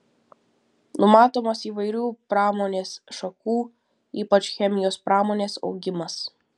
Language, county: Lithuanian, Vilnius